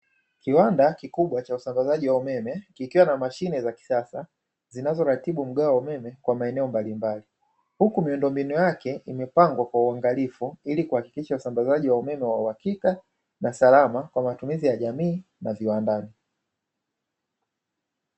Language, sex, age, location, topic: Swahili, male, 25-35, Dar es Salaam, government